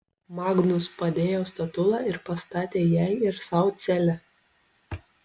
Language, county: Lithuanian, Alytus